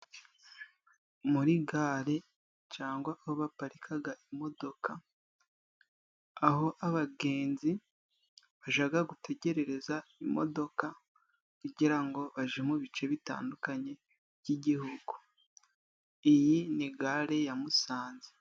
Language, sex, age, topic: Kinyarwanda, male, 18-24, government